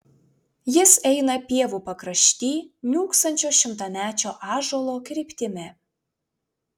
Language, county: Lithuanian, Vilnius